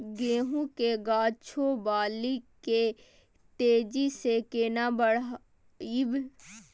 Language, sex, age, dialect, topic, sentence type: Maithili, female, 18-24, Bajjika, agriculture, question